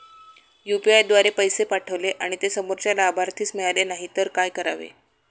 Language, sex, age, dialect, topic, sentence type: Marathi, female, 36-40, Standard Marathi, banking, question